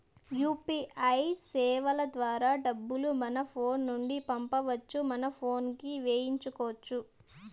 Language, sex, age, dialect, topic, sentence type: Telugu, female, 18-24, Southern, banking, statement